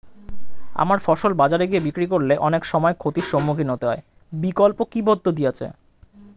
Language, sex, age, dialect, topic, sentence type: Bengali, male, 18-24, Standard Colloquial, agriculture, question